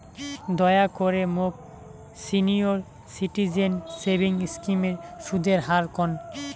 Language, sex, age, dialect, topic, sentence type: Bengali, male, 18-24, Rajbangshi, banking, statement